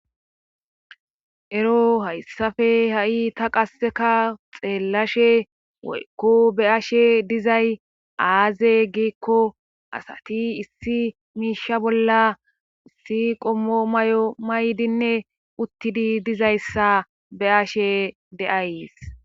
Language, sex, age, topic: Gamo, female, 25-35, government